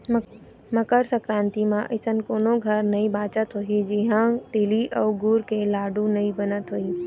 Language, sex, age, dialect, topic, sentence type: Chhattisgarhi, female, 18-24, Eastern, agriculture, statement